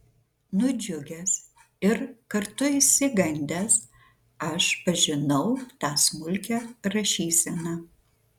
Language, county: Lithuanian, Šiauliai